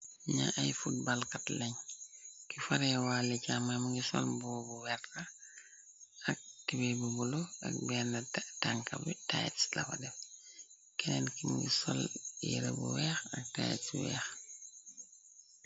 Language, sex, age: Wolof, female, 36-49